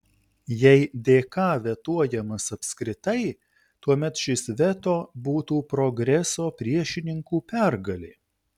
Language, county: Lithuanian, Utena